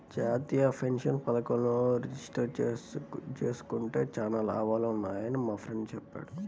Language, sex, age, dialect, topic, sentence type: Telugu, male, 18-24, Central/Coastal, banking, statement